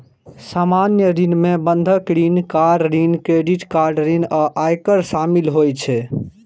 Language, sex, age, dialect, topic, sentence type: Maithili, male, 18-24, Eastern / Thethi, banking, statement